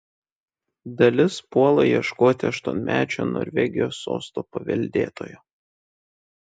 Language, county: Lithuanian, Šiauliai